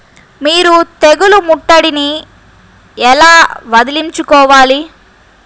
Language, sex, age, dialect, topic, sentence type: Telugu, female, 51-55, Central/Coastal, agriculture, question